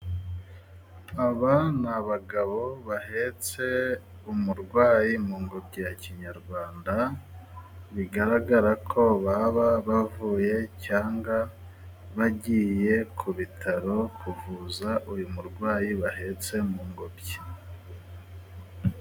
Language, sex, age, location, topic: Kinyarwanda, male, 36-49, Musanze, government